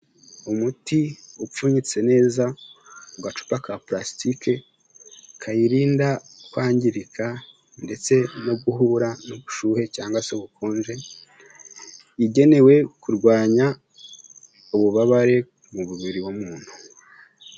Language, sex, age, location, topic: Kinyarwanda, male, 18-24, Huye, health